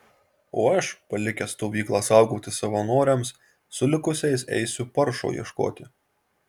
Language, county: Lithuanian, Marijampolė